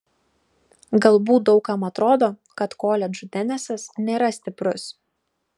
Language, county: Lithuanian, Klaipėda